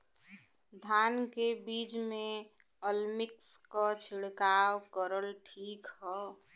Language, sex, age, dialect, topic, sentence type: Bhojpuri, female, 25-30, Western, agriculture, question